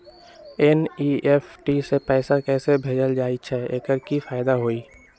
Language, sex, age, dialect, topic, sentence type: Magahi, male, 18-24, Western, banking, question